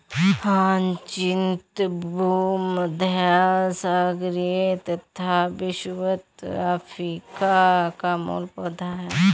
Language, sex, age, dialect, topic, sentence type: Hindi, female, 25-30, Kanauji Braj Bhasha, agriculture, statement